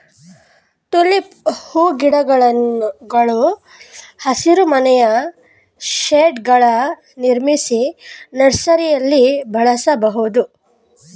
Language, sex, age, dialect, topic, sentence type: Kannada, female, 25-30, Mysore Kannada, agriculture, statement